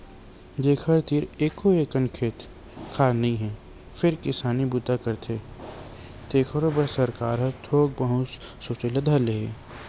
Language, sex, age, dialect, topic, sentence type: Chhattisgarhi, male, 18-24, Western/Budati/Khatahi, agriculture, statement